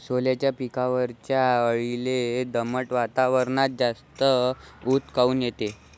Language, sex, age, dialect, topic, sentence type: Marathi, male, 25-30, Varhadi, agriculture, question